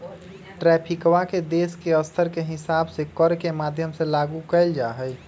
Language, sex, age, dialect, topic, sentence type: Magahi, male, 25-30, Western, banking, statement